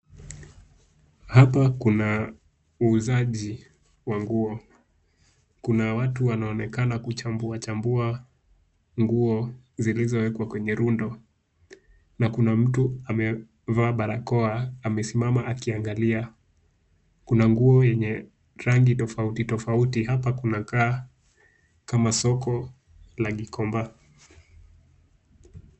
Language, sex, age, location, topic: Swahili, male, 18-24, Kisumu, finance